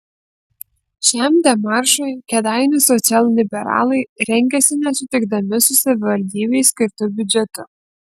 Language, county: Lithuanian, Kaunas